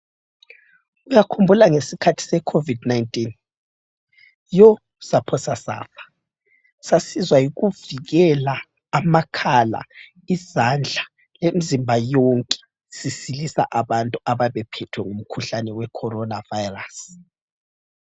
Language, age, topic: North Ndebele, 25-35, health